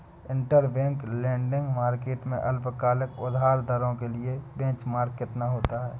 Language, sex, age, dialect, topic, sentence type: Hindi, male, 60-100, Awadhi Bundeli, banking, statement